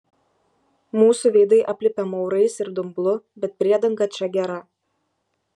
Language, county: Lithuanian, Kaunas